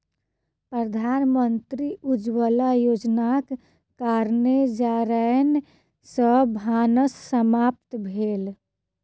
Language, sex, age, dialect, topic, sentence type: Maithili, female, 25-30, Southern/Standard, agriculture, statement